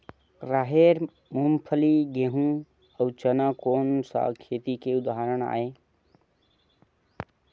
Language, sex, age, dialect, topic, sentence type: Chhattisgarhi, male, 60-100, Western/Budati/Khatahi, agriculture, question